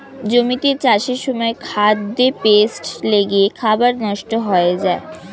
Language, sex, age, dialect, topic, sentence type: Bengali, female, 60-100, Standard Colloquial, agriculture, statement